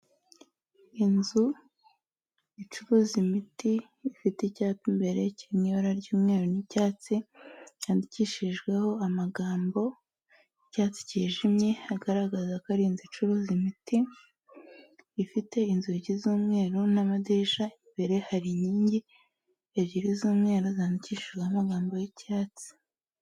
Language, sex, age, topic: Kinyarwanda, female, 18-24, health